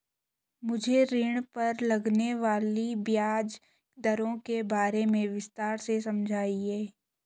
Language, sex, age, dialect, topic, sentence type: Hindi, male, 18-24, Hindustani Malvi Khadi Boli, banking, question